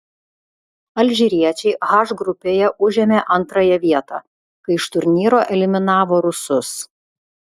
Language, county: Lithuanian, Vilnius